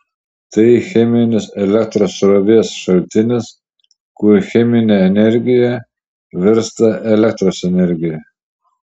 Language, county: Lithuanian, Šiauliai